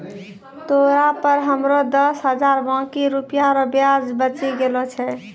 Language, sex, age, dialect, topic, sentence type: Maithili, female, 18-24, Angika, banking, statement